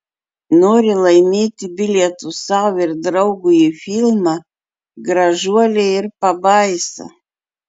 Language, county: Lithuanian, Klaipėda